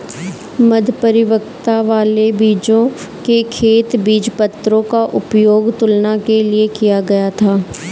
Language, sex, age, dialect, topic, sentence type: Hindi, female, 25-30, Kanauji Braj Bhasha, agriculture, statement